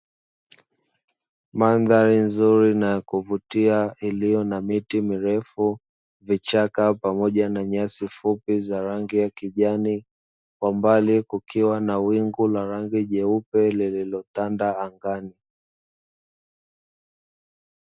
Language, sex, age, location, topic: Swahili, male, 25-35, Dar es Salaam, agriculture